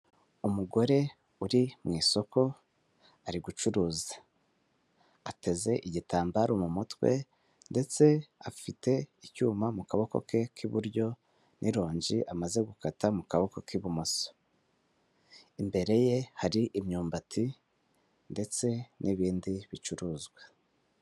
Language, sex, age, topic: Kinyarwanda, male, 18-24, finance